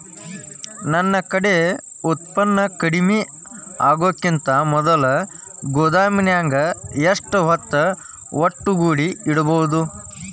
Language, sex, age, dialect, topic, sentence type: Kannada, male, 18-24, Dharwad Kannada, agriculture, question